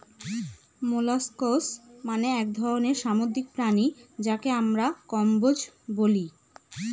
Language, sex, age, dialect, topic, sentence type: Bengali, female, 25-30, Northern/Varendri, agriculture, statement